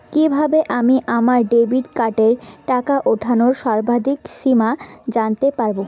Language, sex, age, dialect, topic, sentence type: Bengali, female, 18-24, Rajbangshi, banking, question